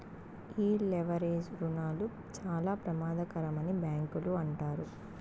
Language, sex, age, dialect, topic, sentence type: Telugu, female, 18-24, Southern, banking, statement